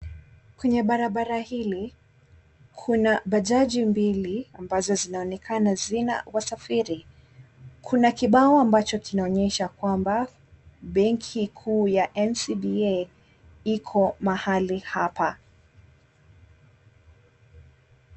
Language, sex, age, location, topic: Swahili, female, 18-24, Mombasa, government